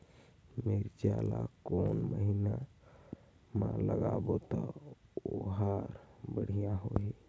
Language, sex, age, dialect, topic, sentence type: Chhattisgarhi, male, 18-24, Northern/Bhandar, agriculture, question